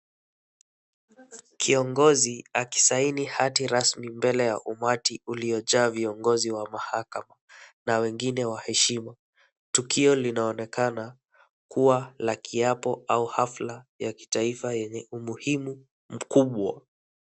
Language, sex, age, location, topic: Swahili, male, 18-24, Wajir, government